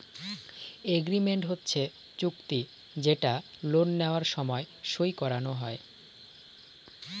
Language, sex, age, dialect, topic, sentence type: Bengali, male, 18-24, Northern/Varendri, banking, statement